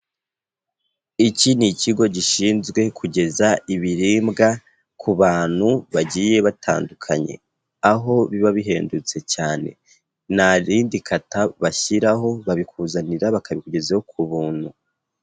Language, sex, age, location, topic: Kinyarwanda, female, 36-49, Kigali, finance